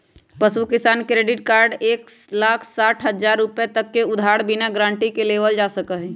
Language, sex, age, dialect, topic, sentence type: Magahi, female, 31-35, Western, agriculture, statement